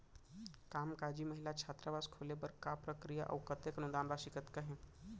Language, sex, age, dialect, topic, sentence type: Chhattisgarhi, male, 25-30, Central, banking, question